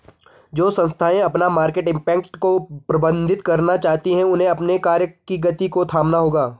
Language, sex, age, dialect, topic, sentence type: Hindi, male, 18-24, Garhwali, banking, statement